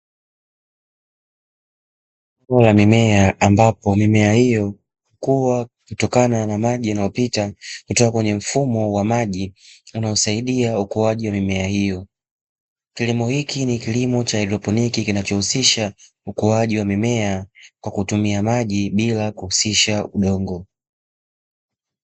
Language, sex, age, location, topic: Swahili, male, 25-35, Dar es Salaam, agriculture